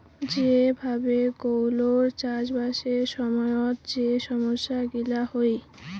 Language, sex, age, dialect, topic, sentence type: Bengali, female, 18-24, Rajbangshi, agriculture, statement